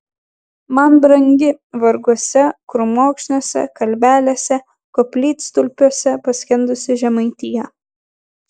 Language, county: Lithuanian, Klaipėda